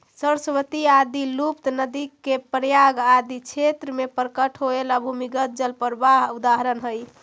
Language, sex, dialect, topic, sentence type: Magahi, female, Central/Standard, banking, statement